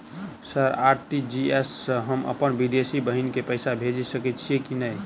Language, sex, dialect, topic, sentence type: Maithili, male, Southern/Standard, banking, question